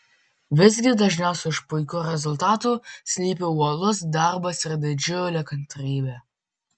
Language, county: Lithuanian, Vilnius